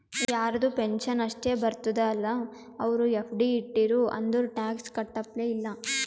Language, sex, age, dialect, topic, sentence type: Kannada, female, 18-24, Northeastern, banking, statement